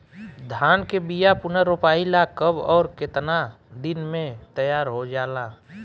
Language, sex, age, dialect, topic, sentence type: Bhojpuri, male, 18-24, Southern / Standard, agriculture, question